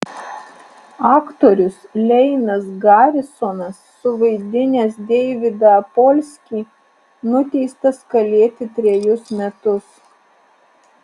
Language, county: Lithuanian, Alytus